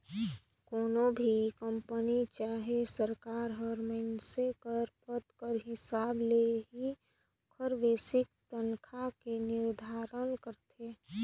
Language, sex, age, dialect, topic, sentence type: Chhattisgarhi, female, 25-30, Northern/Bhandar, banking, statement